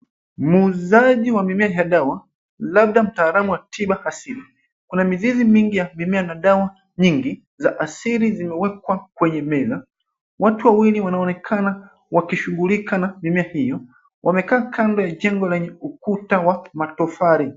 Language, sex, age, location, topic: Swahili, male, 25-35, Nairobi, health